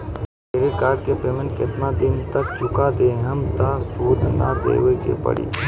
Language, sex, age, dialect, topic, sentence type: Bhojpuri, female, 25-30, Southern / Standard, banking, question